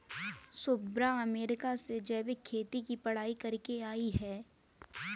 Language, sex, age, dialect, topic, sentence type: Hindi, female, 18-24, Kanauji Braj Bhasha, agriculture, statement